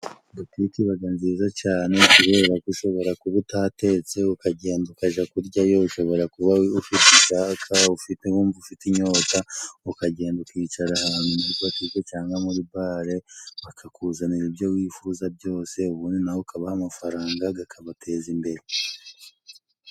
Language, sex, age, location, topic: Kinyarwanda, male, 25-35, Musanze, finance